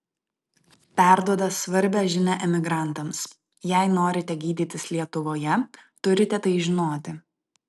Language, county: Lithuanian, Vilnius